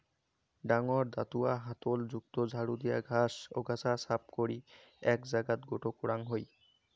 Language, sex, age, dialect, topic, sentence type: Bengali, male, 18-24, Rajbangshi, agriculture, statement